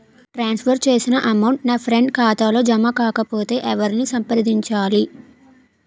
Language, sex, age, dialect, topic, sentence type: Telugu, female, 18-24, Utterandhra, banking, question